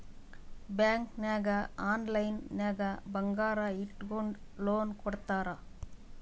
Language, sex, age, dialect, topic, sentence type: Kannada, female, 18-24, Northeastern, banking, statement